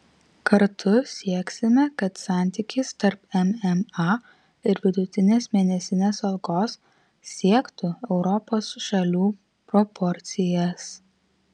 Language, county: Lithuanian, Vilnius